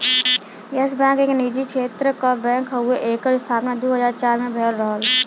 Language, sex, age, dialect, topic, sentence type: Bhojpuri, male, 18-24, Western, banking, statement